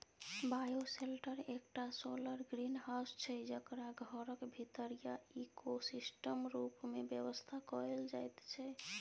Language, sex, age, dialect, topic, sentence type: Maithili, female, 31-35, Bajjika, agriculture, statement